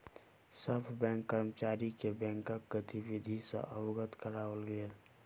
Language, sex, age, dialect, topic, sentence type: Maithili, male, 18-24, Southern/Standard, banking, statement